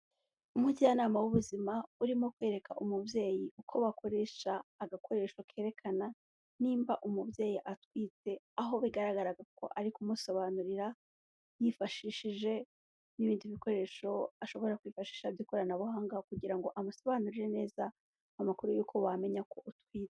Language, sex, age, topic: Kinyarwanda, female, 18-24, health